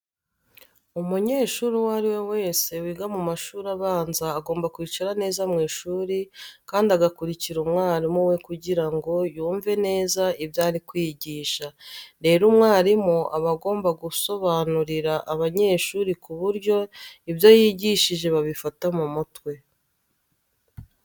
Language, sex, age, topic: Kinyarwanda, female, 36-49, education